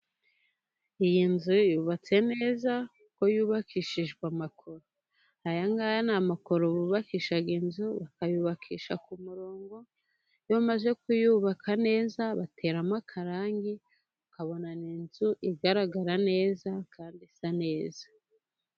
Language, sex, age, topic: Kinyarwanda, female, 18-24, government